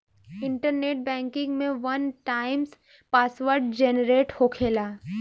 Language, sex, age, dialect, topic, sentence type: Bhojpuri, female, 18-24, Southern / Standard, banking, statement